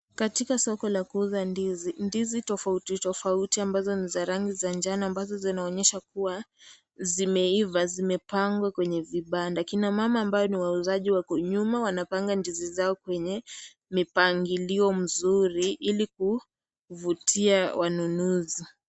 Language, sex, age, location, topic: Swahili, female, 25-35, Kisii, agriculture